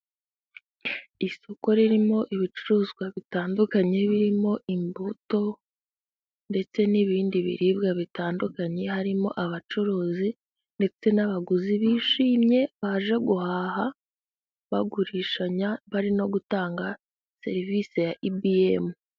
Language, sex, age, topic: Kinyarwanda, female, 18-24, finance